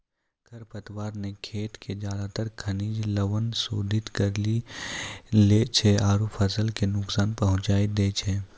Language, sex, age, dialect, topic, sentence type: Maithili, male, 18-24, Angika, agriculture, statement